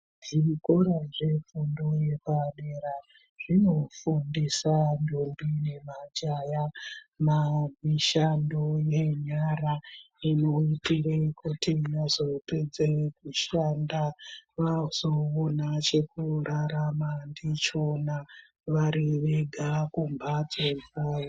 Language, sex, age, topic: Ndau, female, 25-35, education